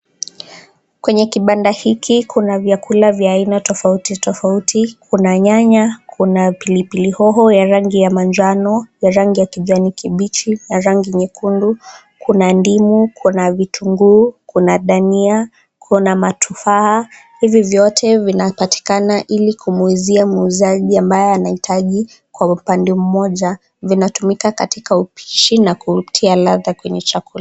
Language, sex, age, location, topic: Swahili, female, 18-24, Nakuru, finance